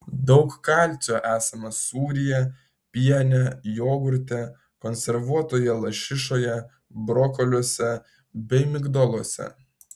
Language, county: Lithuanian, Vilnius